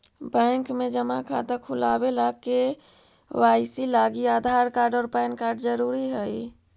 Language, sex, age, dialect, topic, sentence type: Magahi, female, 41-45, Central/Standard, banking, statement